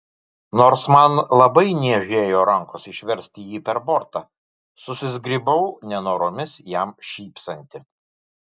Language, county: Lithuanian, Vilnius